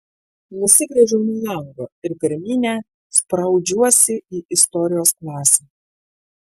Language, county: Lithuanian, Klaipėda